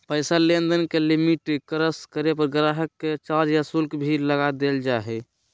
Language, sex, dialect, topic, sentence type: Magahi, male, Southern, banking, statement